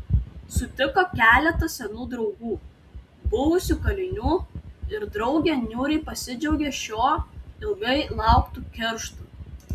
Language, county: Lithuanian, Tauragė